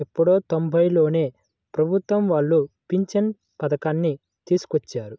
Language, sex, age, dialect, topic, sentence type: Telugu, male, 18-24, Central/Coastal, banking, statement